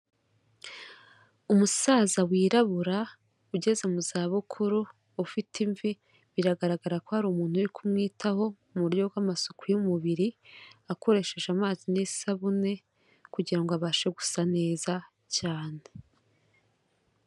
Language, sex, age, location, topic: Kinyarwanda, female, 25-35, Kigali, health